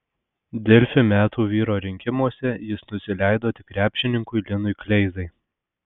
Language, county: Lithuanian, Alytus